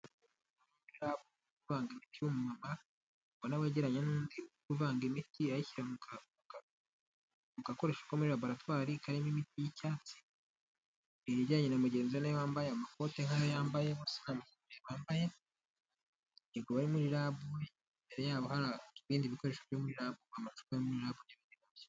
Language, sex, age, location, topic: Kinyarwanda, male, 18-24, Nyagatare, health